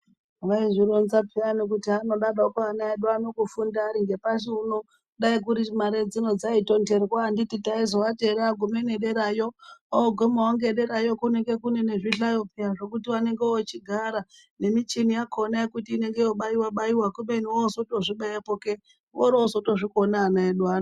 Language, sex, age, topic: Ndau, male, 36-49, education